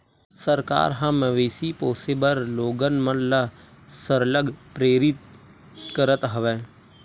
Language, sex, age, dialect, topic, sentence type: Chhattisgarhi, male, 18-24, Western/Budati/Khatahi, agriculture, statement